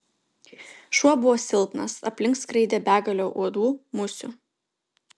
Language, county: Lithuanian, Utena